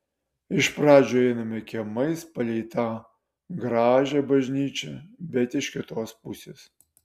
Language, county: Lithuanian, Utena